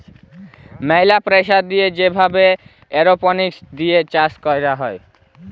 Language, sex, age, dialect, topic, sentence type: Bengali, male, 18-24, Jharkhandi, agriculture, statement